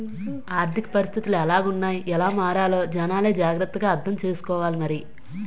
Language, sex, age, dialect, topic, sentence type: Telugu, female, 25-30, Utterandhra, banking, statement